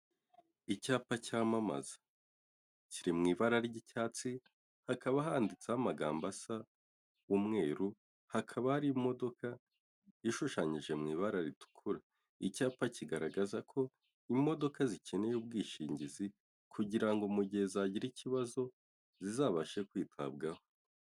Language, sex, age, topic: Kinyarwanda, male, 18-24, finance